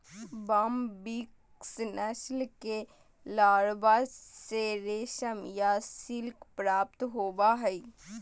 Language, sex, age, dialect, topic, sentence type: Magahi, female, 18-24, Southern, agriculture, statement